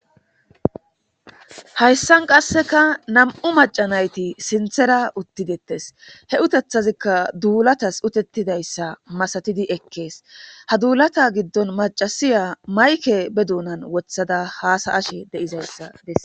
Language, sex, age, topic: Gamo, female, 25-35, government